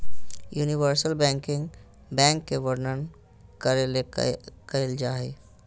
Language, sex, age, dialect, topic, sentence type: Magahi, male, 31-35, Southern, banking, statement